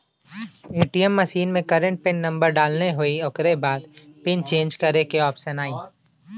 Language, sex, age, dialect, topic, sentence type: Bhojpuri, male, 25-30, Western, banking, statement